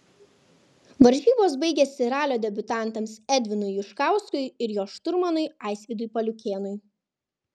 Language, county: Lithuanian, Kaunas